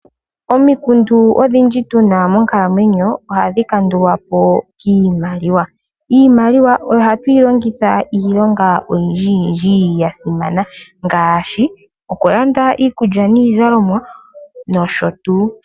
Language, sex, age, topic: Oshiwambo, female, 18-24, finance